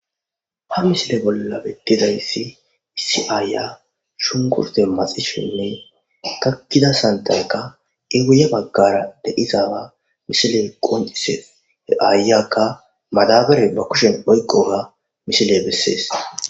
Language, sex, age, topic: Gamo, male, 18-24, agriculture